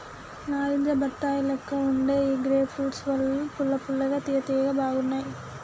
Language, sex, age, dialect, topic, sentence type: Telugu, female, 18-24, Telangana, agriculture, statement